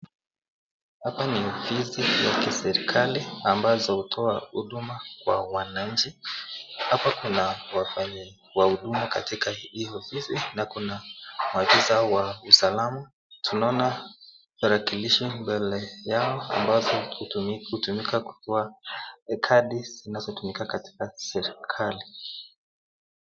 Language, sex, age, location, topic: Swahili, male, 18-24, Nakuru, government